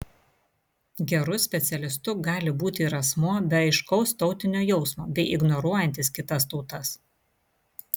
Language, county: Lithuanian, Vilnius